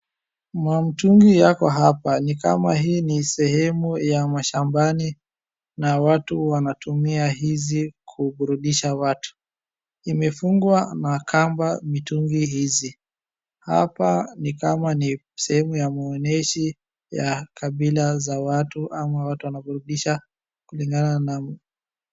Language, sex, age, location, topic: Swahili, female, 25-35, Wajir, health